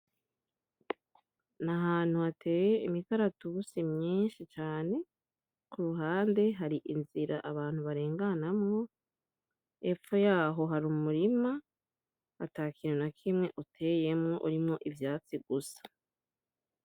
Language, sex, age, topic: Rundi, female, 25-35, agriculture